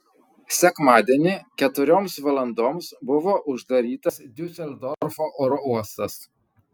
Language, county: Lithuanian, Kaunas